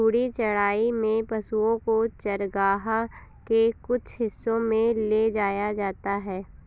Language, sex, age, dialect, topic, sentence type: Hindi, female, 25-30, Awadhi Bundeli, agriculture, statement